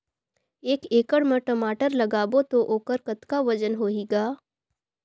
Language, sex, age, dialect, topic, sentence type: Chhattisgarhi, female, 18-24, Northern/Bhandar, agriculture, question